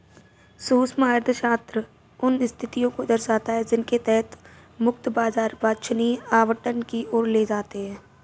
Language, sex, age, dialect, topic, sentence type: Hindi, female, 46-50, Kanauji Braj Bhasha, banking, statement